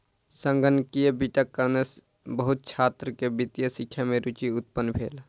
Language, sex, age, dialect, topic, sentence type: Maithili, male, 18-24, Southern/Standard, banking, statement